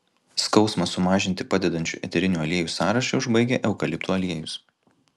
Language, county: Lithuanian, Kaunas